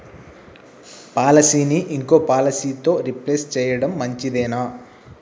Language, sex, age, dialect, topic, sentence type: Telugu, male, 18-24, Telangana, banking, question